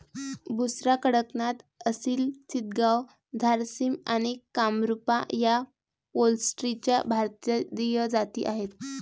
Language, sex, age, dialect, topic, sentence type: Marathi, female, 18-24, Varhadi, agriculture, statement